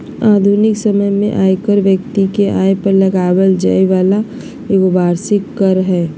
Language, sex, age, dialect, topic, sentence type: Magahi, female, 56-60, Southern, banking, statement